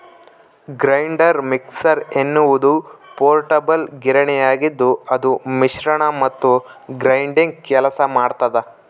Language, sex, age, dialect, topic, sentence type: Kannada, male, 18-24, Central, agriculture, statement